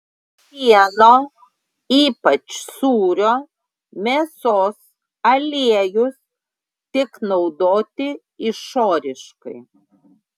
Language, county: Lithuanian, Klaipėda